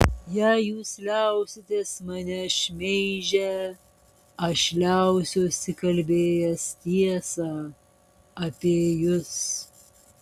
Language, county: Lithuanian, Panevėžys